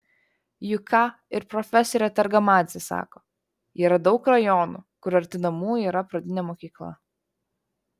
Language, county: Lithuanian, Vilnius